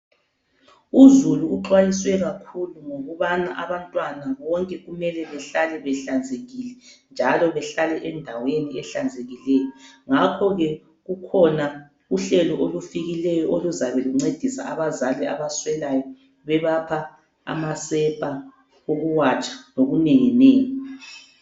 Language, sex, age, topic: North Ndebele, female, 25-35, health